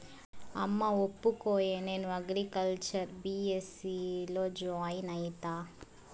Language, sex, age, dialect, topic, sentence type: Telugu, female, 18-24, Southern, agriculture, statement